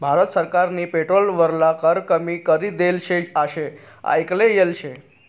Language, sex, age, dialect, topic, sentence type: Marathi, male, 31-35, Northern Konkan, banking, statement